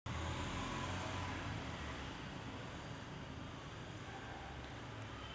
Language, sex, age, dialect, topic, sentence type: Marathi, female, 25-30, Varhadi, agriculture, statement